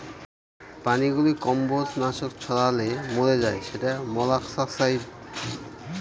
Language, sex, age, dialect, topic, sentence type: Bengali, male, 36-40, Northern/Varendri, agriculture, statement